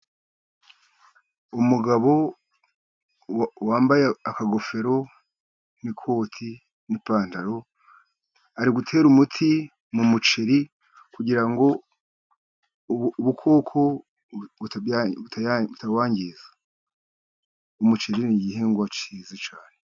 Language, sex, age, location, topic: Kinyarwanda, male, 50+, Musanze, agriculture